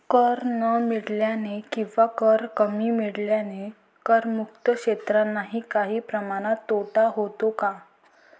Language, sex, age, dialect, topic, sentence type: Marathi, female, 18-24, Varhadi, banking, statement